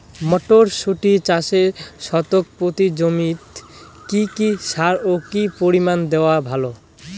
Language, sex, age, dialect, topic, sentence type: Bengali, male, 18-24, Rajbangshi, agriculture, question